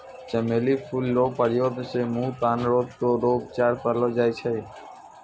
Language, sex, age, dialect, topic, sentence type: Maithili, male, 60-100, Angika, agriculture, statement